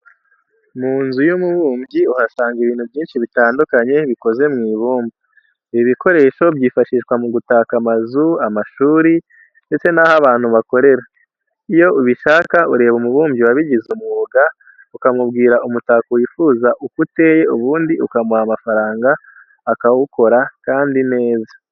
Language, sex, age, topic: Kinyarwanda, male, 18-24, education